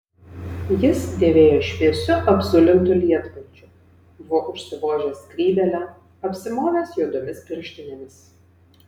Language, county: Lithuanian, Vilnius